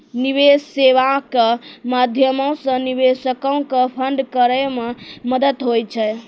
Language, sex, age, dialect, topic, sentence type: Maithili, female, 18-24, Angika, banking, statement